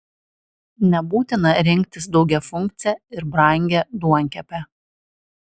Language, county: Lithuanian, Alytus